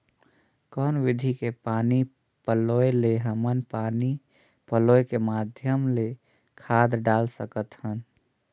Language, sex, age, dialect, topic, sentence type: Chhattisgarhi, male, 18-24, Northern/Bhandar, agriculture, question